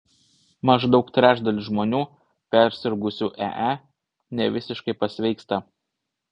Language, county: Lithuanian, Vilnius